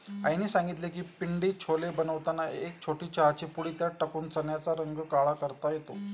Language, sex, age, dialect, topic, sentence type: Marathi, male, 46-50, Standard Marathi, agriculture, statement